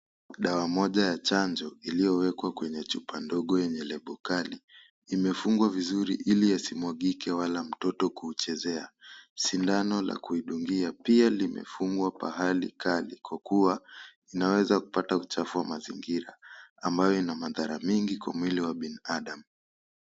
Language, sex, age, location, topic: Swahili, male, 18-24, Kisumu, health